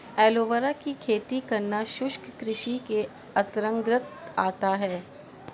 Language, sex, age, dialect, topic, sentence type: Hindi, female, 56-60, Marwari Dhudhari, agriculture, statement